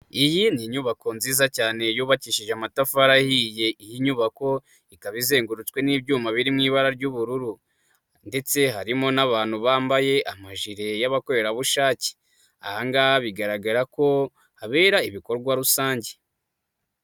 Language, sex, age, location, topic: Kinyarwanda, male, 25-35, Nyagatare, education